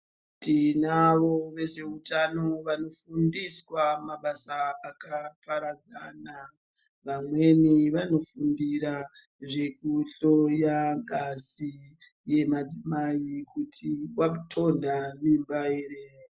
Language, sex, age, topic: Ndau, female, 36-49, health